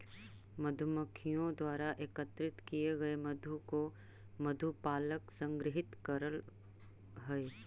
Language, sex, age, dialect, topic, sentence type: Magahi, female, 25-30, Central/Standard, agriculture, statement